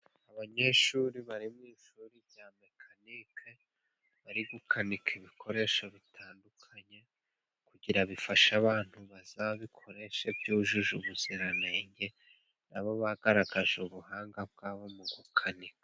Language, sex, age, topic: Kinyarwanda, male, 25-35, education